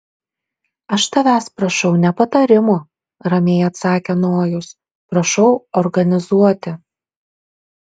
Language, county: Lithuanian, Šiauliai